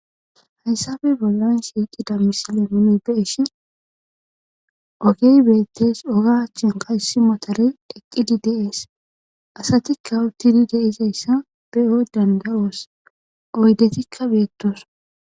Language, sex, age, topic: Gamo, female, 25-35, government